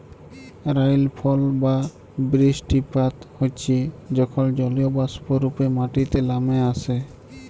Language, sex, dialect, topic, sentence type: Bengali, male, Jharkhandi, agriculture, statement